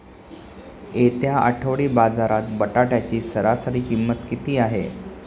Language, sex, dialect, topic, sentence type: Marathi, male, Standard Marathi, agriculture, question